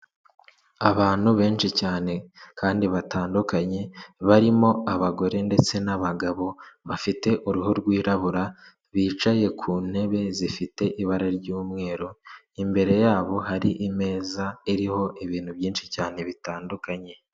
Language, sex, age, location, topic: Kinyarwanda, male, 36-49, Kigali, government